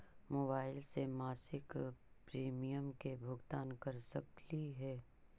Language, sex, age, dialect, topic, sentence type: Magahi, female, 36-40, Central/Standard, banking, question